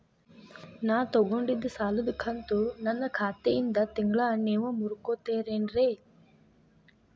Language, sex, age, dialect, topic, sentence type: Kannada, female, 18-24, Dharwad Kannada, banking, question